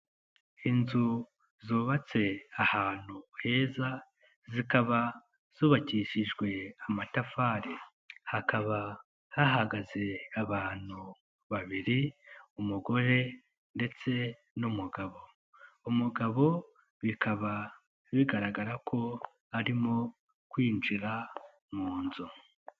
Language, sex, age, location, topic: Kinyarwanda, male, 18-24, Nyagatare, government